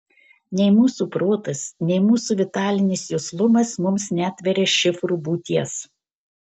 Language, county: Lithuanian, Marijampolė